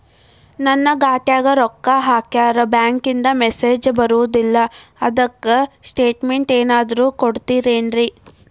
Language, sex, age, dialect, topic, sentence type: Kannada, female, 18-24, Dharwad Kannada, banking, question